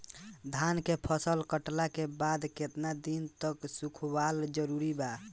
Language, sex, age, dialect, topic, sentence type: Bhojpuri, male, 18-24, Southern / Standard, agriculture, question